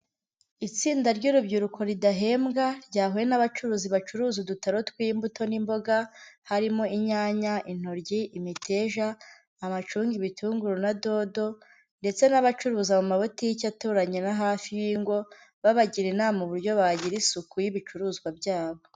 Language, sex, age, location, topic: Kinyarwanda, female, 25-35, Huye, agriculture